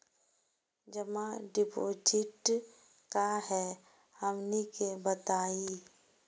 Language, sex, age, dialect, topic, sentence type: Magahi, female, 25-30, Northeastern/Surjapuri, banking, question